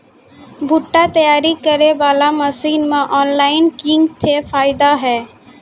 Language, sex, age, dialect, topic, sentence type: Maithili, female, 18-24, Angika, agriculture, question